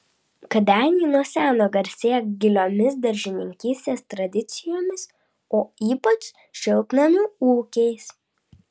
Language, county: Lithuanian, Vilnius